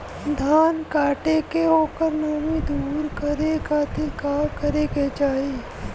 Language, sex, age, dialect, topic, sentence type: Bhojpuri, female, 18-24, Western, agriculture, question